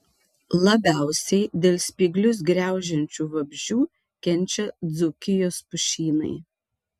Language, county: Lithuanian, Tauragė